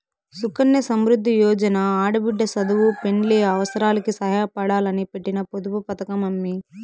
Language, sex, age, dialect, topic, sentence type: Telugu, female, 18-24, Southern, banking, statement